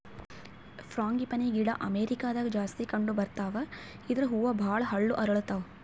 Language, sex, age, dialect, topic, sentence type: Kannada, female, 51-55, Northeastern, agriculture, statement